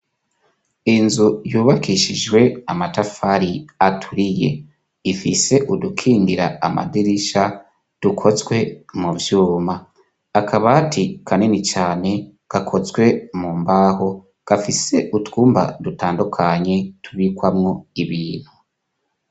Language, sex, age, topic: Rundi, male, 25-35, education